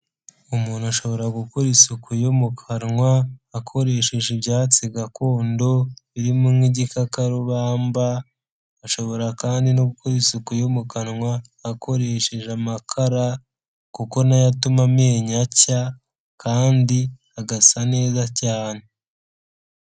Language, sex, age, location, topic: Kinyarwanda, male, 18-24, Kigali, health